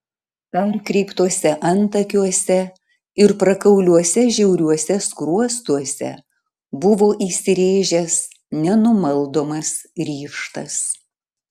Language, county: Lithuanian, Marijampolė